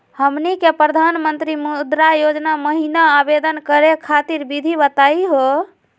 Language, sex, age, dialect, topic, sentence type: Magahi, female, 18-24, Southern, banking, question